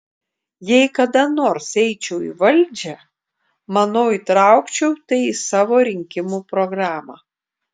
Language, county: Lithuanian, Klaipėda